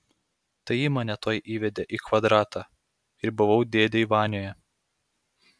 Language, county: Lithuanian, Klaipėda